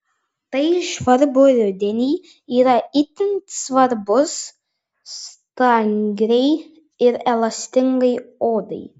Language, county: Lithuanian, Vilnius